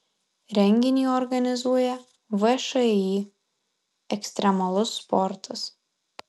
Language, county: Lithuanian, Alytus